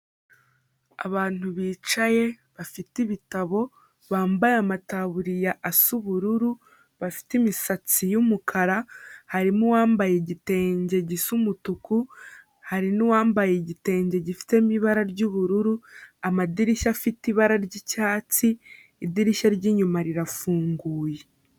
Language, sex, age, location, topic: Kinyarwanda, female, 18-24, Kigali, health